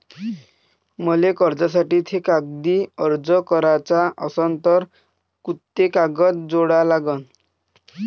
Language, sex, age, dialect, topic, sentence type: Marathi, male, 18-24, Varhadi, banking, question